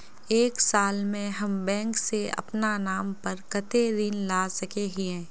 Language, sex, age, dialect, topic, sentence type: Magahi, female, 18-24, Northeastern/Surjapuri, banking, question